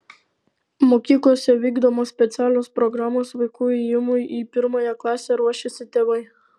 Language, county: Lithuanian, Alytus